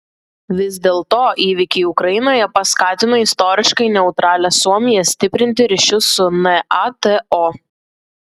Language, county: Lithuanian, Vilnius